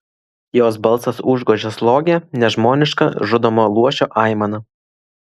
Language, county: Lithuanian, Klaipėda